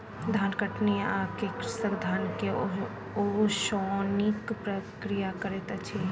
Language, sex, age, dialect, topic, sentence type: Maithili, female, 25-30, Southern/Standard, agriculture, statement